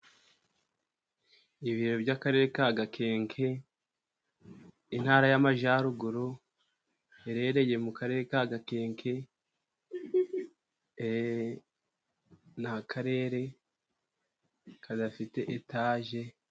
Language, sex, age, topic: Kinyarwanda, male, 18-24, government